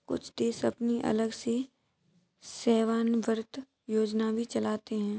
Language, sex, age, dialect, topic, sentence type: Hindi, male, 18-24, Kanauji Braj Bhasha, banking, statement